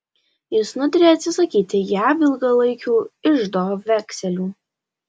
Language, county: Lithuanian, Alytus